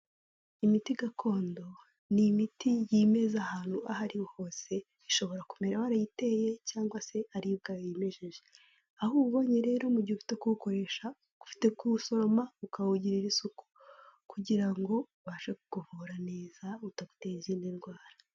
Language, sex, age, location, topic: Kinyarwanda, female, 18-24, Kigali, health